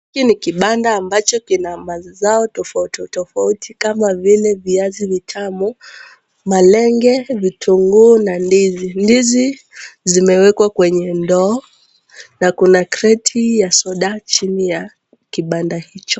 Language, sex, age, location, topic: Swahili, female, 18-24, Kisumu, finance